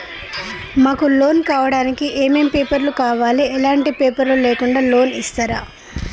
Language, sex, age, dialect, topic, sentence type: Telugu, female, 46-50, Telangana, banking, question